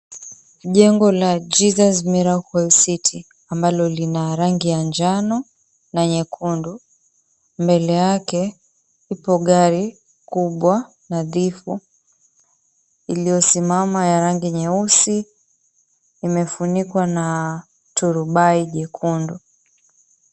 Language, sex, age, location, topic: Swahili, female, 25-35, Mombasa, government